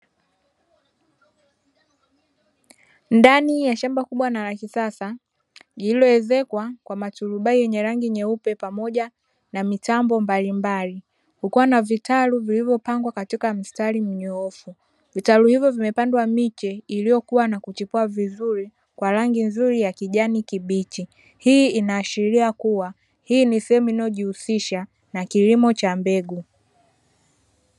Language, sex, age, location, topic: Swahili, male, 25-35, Dar es Salaam, agriculture